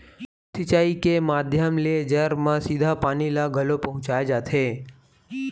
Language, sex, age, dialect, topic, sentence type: Chhattisgarhi, male, 18-24, Western/Budati/Khatahi, agriculture, statement